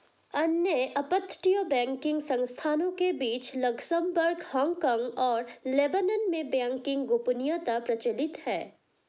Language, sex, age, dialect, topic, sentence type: Hindi, female, 18-24, Hindustani Malvi Khadi Boli, banking, statement